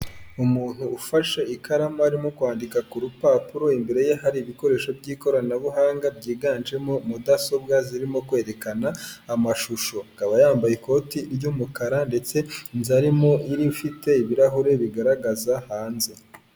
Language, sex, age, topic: Kinyarwanda, female, 18-24, finance